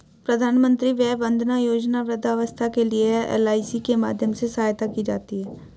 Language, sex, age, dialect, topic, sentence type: Hindi, male, 18-24, Hindustani Malvi Khadi Boli, banking, statement